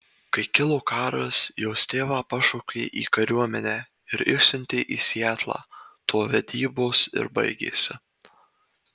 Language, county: Lithuanian, Marijampolė